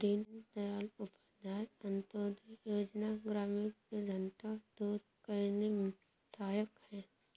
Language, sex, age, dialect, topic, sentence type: Hindi, female, 36-40, Awadhi Bundeli, banking, statement